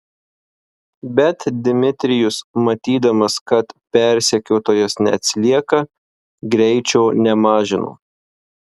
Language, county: Lithuanian, Marijampolė